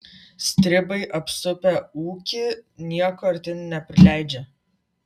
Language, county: Lithuanian, Vilnius